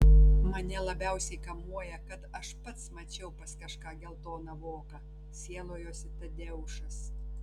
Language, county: Lithuanian, Tauragė